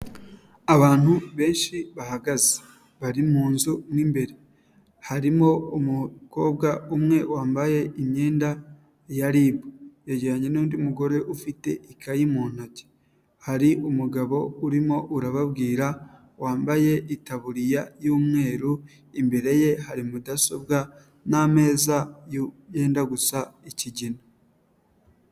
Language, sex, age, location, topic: Kinyarwanda, male, 18-24, Nyagatare, health